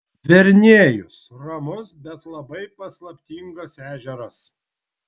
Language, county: Lithuanian, Vilnius